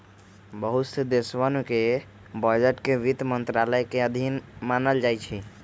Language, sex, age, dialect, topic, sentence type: Magahi, female, 36-40, Western, banking, statement